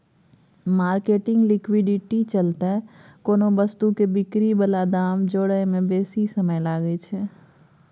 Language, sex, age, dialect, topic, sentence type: Maithili, female, 36-40, Bajjika, banking, statement